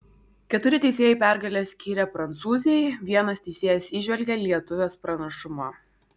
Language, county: Lithuanian, Vilnius